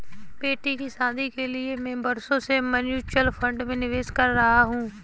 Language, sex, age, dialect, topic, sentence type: Hindi, female, 18-24, Kanauji Braj Bhasha, banking, statement